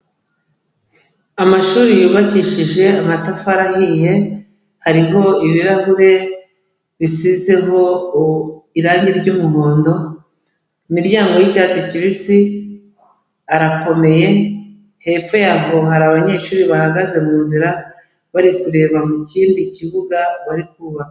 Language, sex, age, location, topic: Kinyarwanda, female, 36-49, Kigali, education